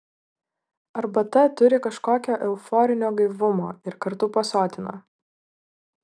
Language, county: Lithuanian, Klaipėda